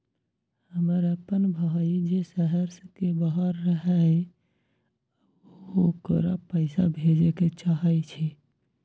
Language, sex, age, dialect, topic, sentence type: Magahi, male, 41-45, Western, banking, statement